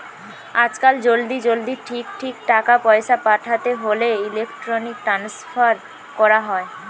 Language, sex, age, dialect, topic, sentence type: Bengali, female, 18-24, Western, banking, statement